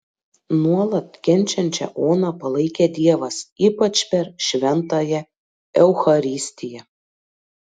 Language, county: Lithuanian, Panevėžys